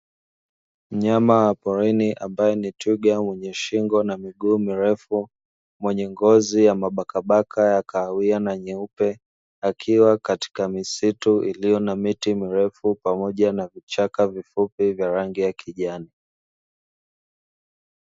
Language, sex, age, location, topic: Swahili, male, 18-24, Dar es Salaam, agriculture